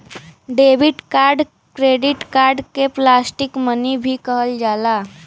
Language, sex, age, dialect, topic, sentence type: Bhojpuri, female, <18, Western, banking, statement